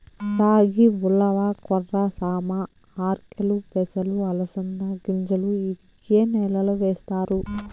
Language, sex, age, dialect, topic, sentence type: Telugu, female, 25-30, Southern, agriculture, question